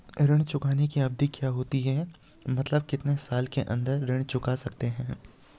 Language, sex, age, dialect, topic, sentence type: Hindi, male, 18-24, Hindustani Malvi Khadi Boli, banking, question